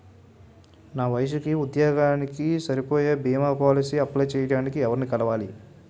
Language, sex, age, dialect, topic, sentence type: Telugu, male, 18-24, Utterandhra, banking, question